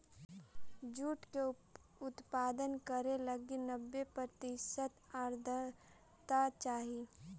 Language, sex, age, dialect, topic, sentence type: Magahi, female, 18-24, Central/Standard, agriculture, statement